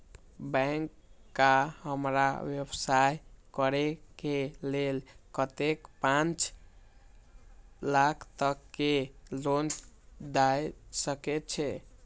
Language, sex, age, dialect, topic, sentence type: Maithili, male, 18-24, Eastern / Thethi, banking, question